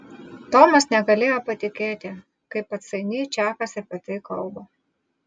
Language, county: Lithuanian, Vilnius